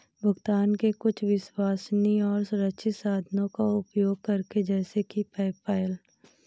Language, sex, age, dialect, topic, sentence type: Hindi, female, 18-24, Awadhi Bundeli, banking, statement